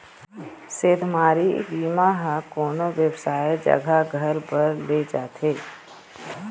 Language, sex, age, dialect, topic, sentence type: Chhattisgarhi, female, 25-30, Eastern, banking, statement